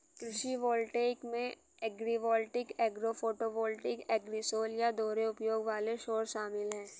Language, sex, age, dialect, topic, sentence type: Hindi, female, 18-24, Hindustani Malvi Khadi Boli, agriculture, statement